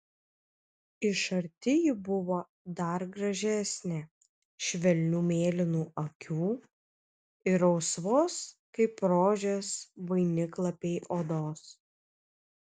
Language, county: Lithuanian, Kaunas